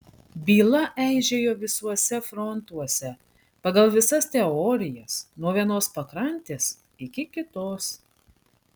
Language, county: Lithuanian, Klaipėda